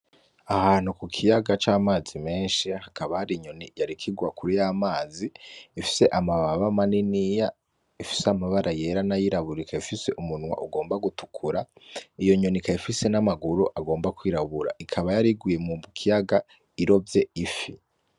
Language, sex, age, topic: Rundi, male, 18-24, agriculture